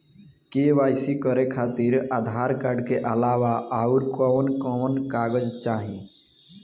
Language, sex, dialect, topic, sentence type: Bhojpuri, male, Southern / Standard, banking, question